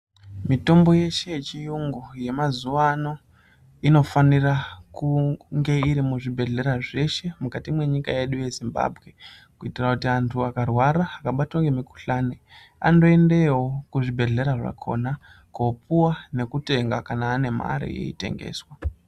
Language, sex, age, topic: Ndau, male, 25-35, health